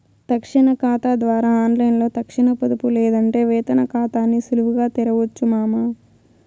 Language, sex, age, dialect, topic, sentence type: Telugu, female, 18-24, Southern, banking, statement